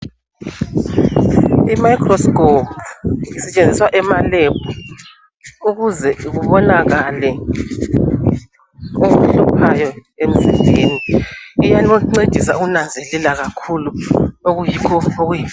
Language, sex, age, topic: North Ndebele, male, 36-49, health